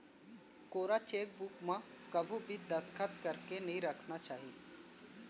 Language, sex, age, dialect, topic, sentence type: Chhattisgarhi, male, 18-24, Central, banking, statement